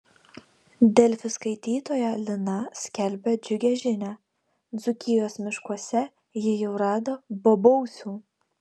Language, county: Lithuanian, Vilnius